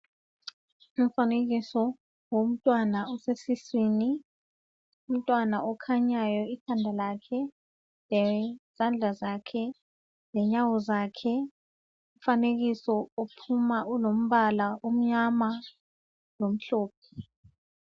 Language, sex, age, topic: North Ndebele, female, 36-49, health